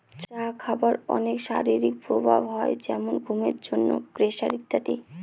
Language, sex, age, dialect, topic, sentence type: Bengali, female, 31-35, Northern/Varendri, agriculture, statement